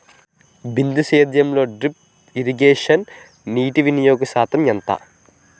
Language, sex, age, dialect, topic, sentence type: Telugu, male, 18-24, Utterandhra, agriculture, question